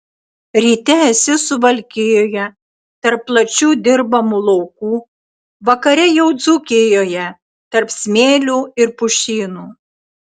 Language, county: Lithuanian, Tauragė